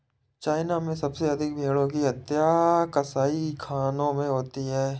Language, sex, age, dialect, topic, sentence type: Hindi, male, 18-24, Awadhi Bundeli, agriculture, statement